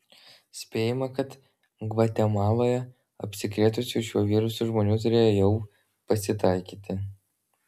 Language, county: Lithuanian, Vilnius